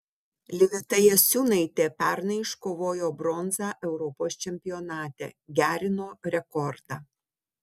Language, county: Lithuanian, Utena